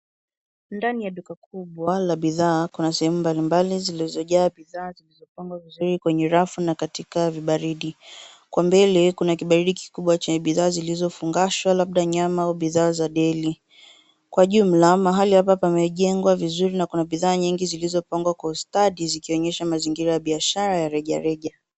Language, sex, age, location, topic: Swahili, female, 18-24, Nairobi, finance